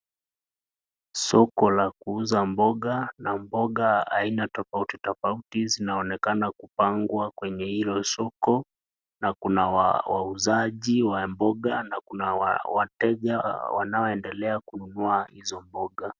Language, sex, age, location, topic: Swahili, male, 25-35, Nakuru, finance